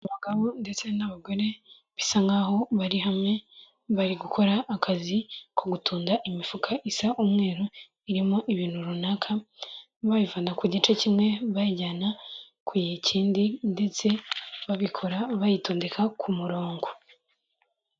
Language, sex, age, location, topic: Kinyarwanda, female, 18-24, Kigali, health